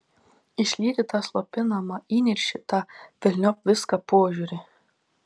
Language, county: Lithuanian, Vilnius